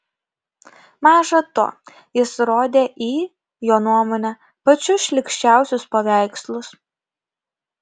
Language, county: Lithuanian, Kaunas